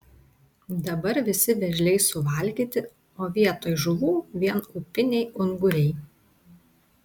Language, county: Lithuanian, Tauragė